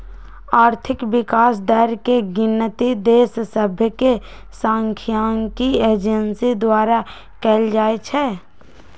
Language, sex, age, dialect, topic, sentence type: Magahi, female, 18-24, Western, banking, statement